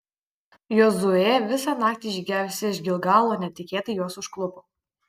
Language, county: Lithuanian, Kaunas